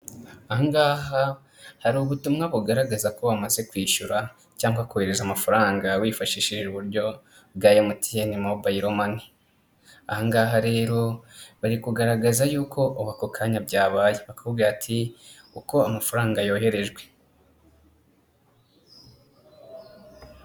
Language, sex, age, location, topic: Kinyarwanda, male, 25-35, Kigali, finance